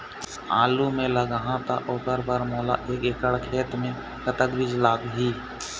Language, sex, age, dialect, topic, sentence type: Chhattisgarhi, male, 25-30, Eastern, agriculture, question